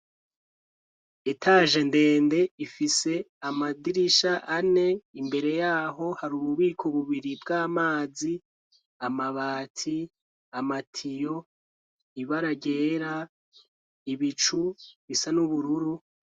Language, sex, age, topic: Rundi, male, 25-35, education